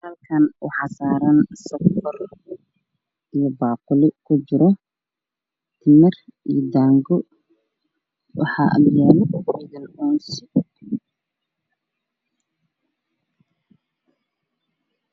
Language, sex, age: Somali, male, 18-24